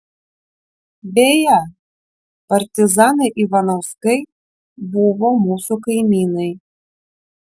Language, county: Lithuanian, Vilnius